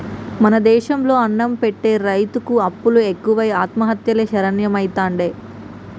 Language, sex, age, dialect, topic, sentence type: Telugu, male, 31-35, Telangana, agriculture, statement